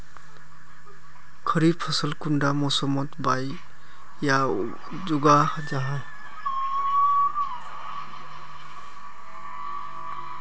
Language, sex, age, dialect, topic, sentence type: Magahi, male, 25-30, Northeastern/Surjapuri, agriculture, question